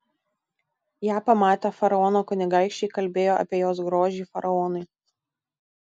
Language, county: Lithuanian, Tauragė